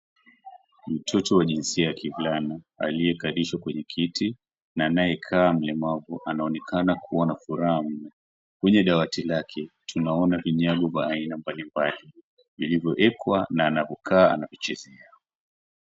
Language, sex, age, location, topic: Swahili, male, 25-35, Nairobi, education